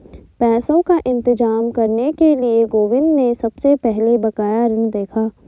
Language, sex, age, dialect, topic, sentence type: Hindi, female, 51-55, Garhwali, banking, statement